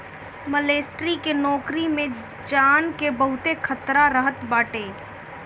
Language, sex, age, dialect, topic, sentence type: Bhojpuri, female, 18-24, Northern, banking, statement